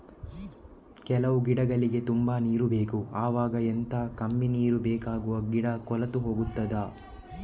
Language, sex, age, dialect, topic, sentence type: Kannada, male, 18-24, Coastal/Dakshin, agriculture, question